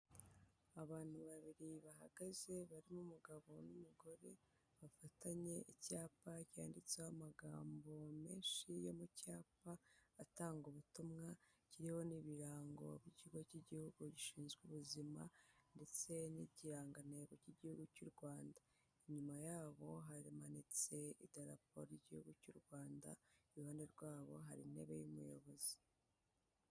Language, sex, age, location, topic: Kinyarwanda, female, 18-24, Kigali, health